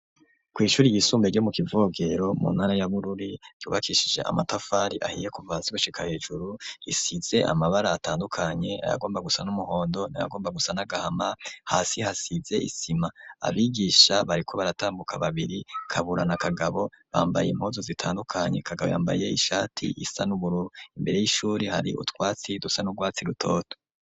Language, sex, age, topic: Rundi, male, 25-35, education